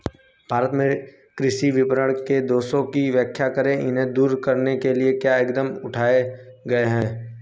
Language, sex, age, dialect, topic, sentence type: Hindi, female, 25-30, Hindustani Malvi Khadi Boli, agriculture, question